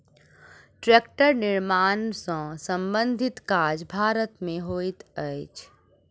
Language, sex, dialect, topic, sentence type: Maithili, female, Southern/Standard, agriculture, statement